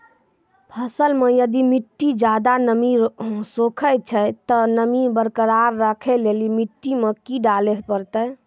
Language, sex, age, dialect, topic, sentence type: Maithili, female, 18-24, Angika, agriculture, question